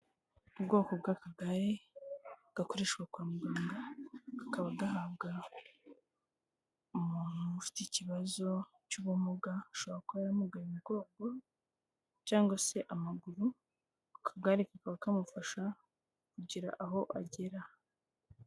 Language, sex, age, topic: Kinyarwanda, female, 18-24, health